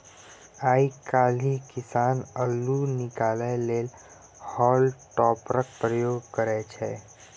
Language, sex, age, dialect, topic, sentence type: Maithili, female, 60-100, Bajjika, agriculture, statement